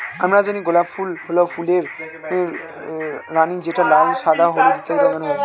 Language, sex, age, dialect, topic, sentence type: Bengali, male, 18-24, Standard Colloquial, agriculture, statement